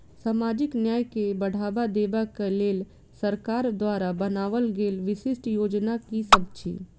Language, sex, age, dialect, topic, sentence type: Maithili, female, 25-30, Southern/Standard, banking, question